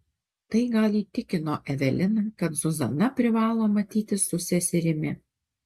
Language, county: Lithuanian, Alytus